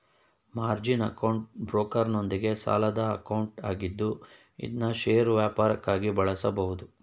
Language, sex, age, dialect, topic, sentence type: Kannada, male, 31-35, Mysore Kannada, banking, statement